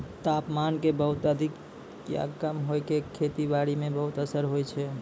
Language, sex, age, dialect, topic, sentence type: Maithili, male, 18-24, Angika, agriculture, statement